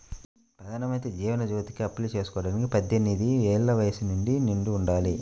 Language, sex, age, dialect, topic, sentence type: Telugu, male, 25-30, Central/Coastal, banking, statement